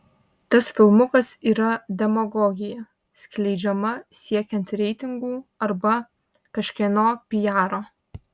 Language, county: Lithuanian, Vilnius